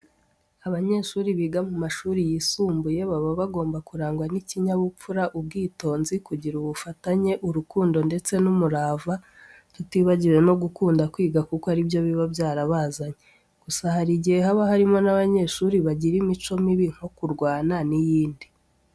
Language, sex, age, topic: Kinyarwanda, female, 18-24, education